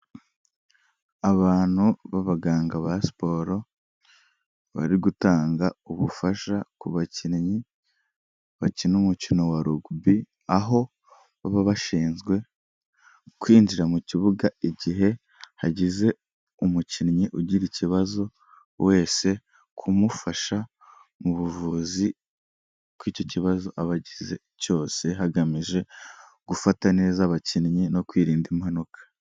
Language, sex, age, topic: Kinyarwanda, male, 18-24, health